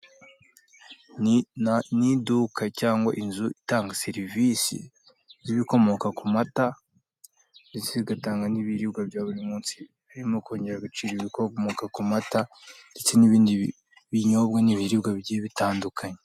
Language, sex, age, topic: Kinyarwanda, male, 18-24, finance